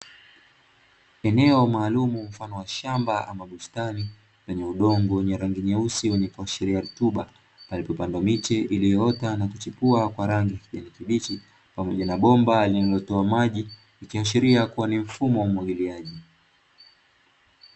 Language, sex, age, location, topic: Swahili, male, 25-35, Dar es Salaam, agriculture